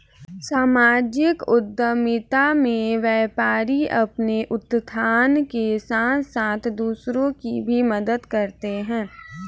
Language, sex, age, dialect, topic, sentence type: Hindi, female, 18-24, Kanauji Braj Bhasha, banking, statement